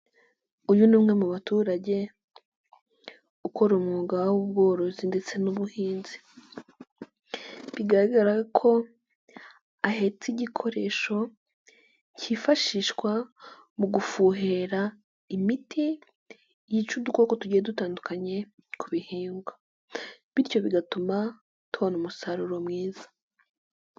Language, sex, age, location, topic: Kinyarwanda, female, 18-24, Nyagatare, agriculture